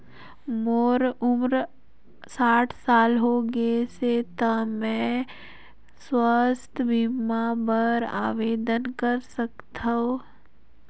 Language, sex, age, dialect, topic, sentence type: Chhattisgarhi, female, 18-24, Northern/Bhandar, banking, question